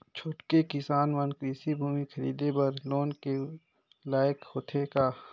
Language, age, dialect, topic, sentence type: Chhattisgarhi, 18-24, Northern/Bhandar, agriculture, statement